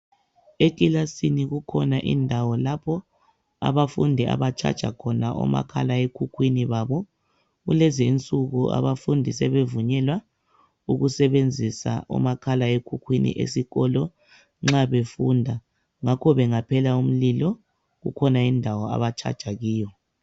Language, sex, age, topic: North Ndebele, male, 36-49, education